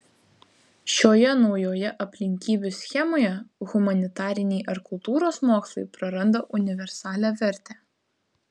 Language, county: Lithuanian, Vilnius